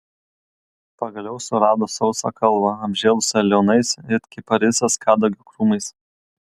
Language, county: Lithuanian, Kaunas